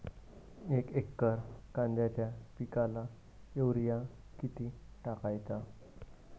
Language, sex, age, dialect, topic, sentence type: Marathi, male, 18-24, Standard Marathi, agriculture, question